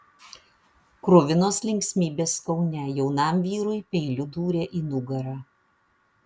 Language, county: Lithuanian, Vilnius